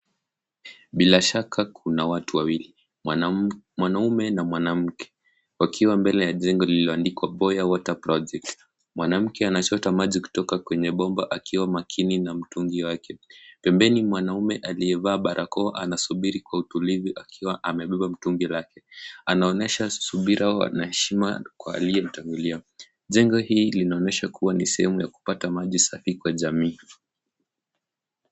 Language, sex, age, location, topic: Swahili, male, 18-24, Nakuru, health